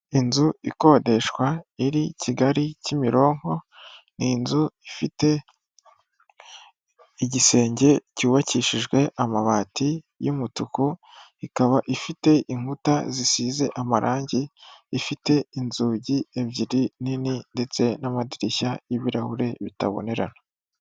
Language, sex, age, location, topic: Kinyarwanda, female, 25-35, Kigali, finance